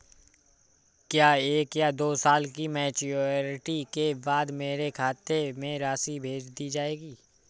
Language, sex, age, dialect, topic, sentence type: Hindi, male, 25-30, Awadhi Bundeli, banking, question